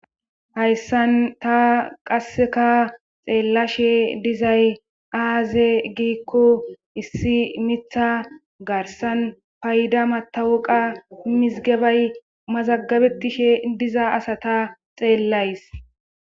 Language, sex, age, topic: Gamo, female, 36-49, government